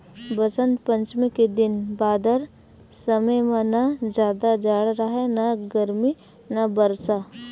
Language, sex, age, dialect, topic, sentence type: Chhattisgarhi, female, 25-30, Western/Budati/Khatahi, agriculture, statement